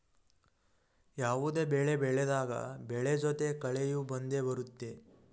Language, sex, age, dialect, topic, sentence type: Kannada, male, 41-45, Mysore Kannada, agriculture, statement